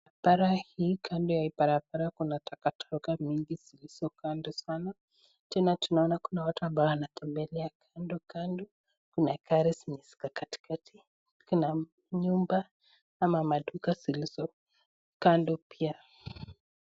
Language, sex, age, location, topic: Swahili, female, 18-24, Nakuru, government